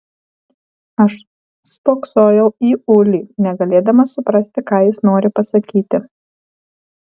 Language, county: Lithuanian, Alytus